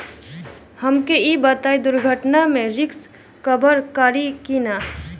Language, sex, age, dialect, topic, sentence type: Bhojpuri, female, <18, Southern / Standard, banking, question